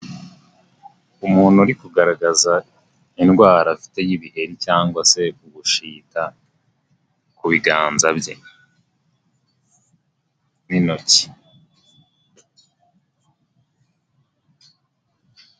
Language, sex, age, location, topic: Kinyarwanda, male, 18-24, Nyagatare, health